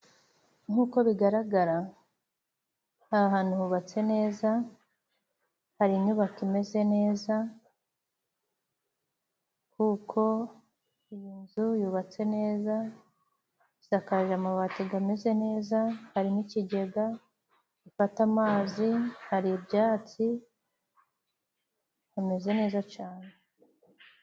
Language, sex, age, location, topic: Kinyarwanda, female, 25-35, Musanze, government